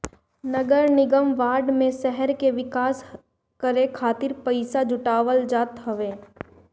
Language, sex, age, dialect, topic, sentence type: Bhojpuri, female, 18-24, Northern, banking, statement